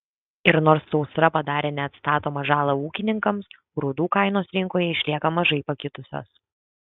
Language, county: Lithuanian, Kaunas